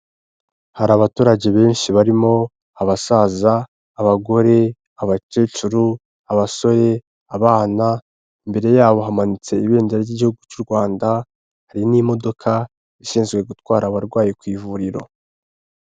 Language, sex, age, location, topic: Kinyarwanda, male, 25-35, Kigali, health